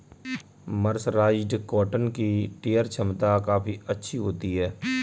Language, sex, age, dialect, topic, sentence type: Hindi, male, 25-30, Kanauji Braj Bhasha, agriculture, statement